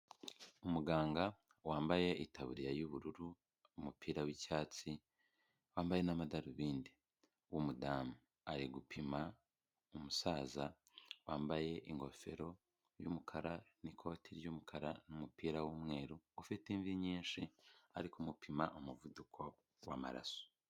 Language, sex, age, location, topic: Kinyarwanda, male, 25-35, Kigali, health